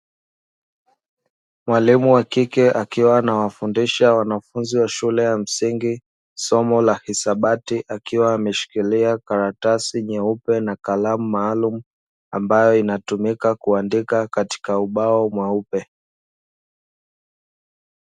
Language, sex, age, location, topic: Swahili, male, 25-35, Dar es Salaam, education